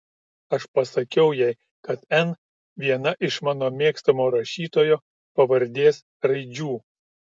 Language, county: Lithuanian, Kaunas